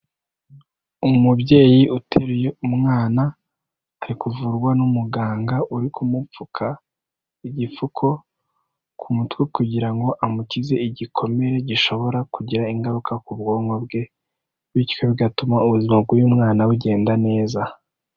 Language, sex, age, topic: Kinyarwanda, male, 18-24, health